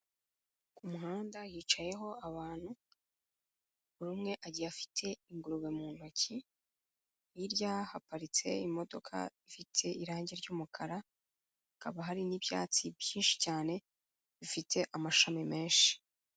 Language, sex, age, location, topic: Kinyarwanda, female, 36-49, Kigali, agriculture